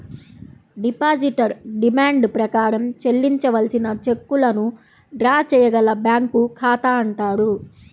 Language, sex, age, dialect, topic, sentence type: Telugu, female, 31-35, Central/Coastal, banking, statement